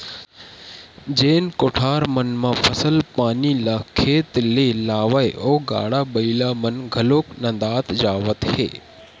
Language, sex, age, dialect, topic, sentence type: Chhattisgarhi, male, 18-24, Western/Budati/Khatahi, agriculture, statement